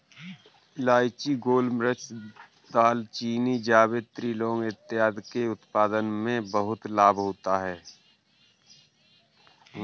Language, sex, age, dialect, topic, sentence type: Hindi, male, 41-45, Kanauji Braj Bhasha, agriculture, statement